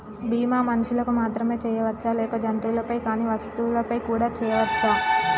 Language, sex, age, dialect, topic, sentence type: Telugu, female, 18-24, Telangana, banking, question